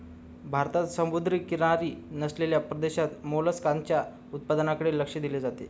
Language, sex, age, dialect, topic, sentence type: Marathi, male, 25-30, Standard Marathi, agriculture, statement